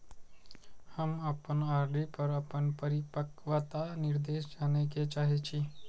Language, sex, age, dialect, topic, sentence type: Maithili, male, 36-40, Eastern / Thethi, banking, statement